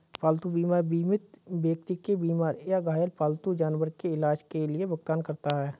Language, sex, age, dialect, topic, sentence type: Hindi, male, 25-30, Kanauji Braj Bhasha, banking, statement